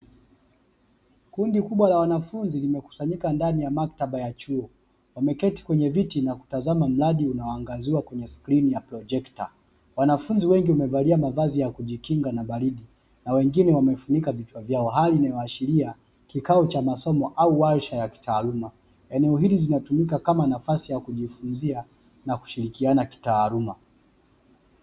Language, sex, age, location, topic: Swahili, male, 25-35, Dar es Salaam, education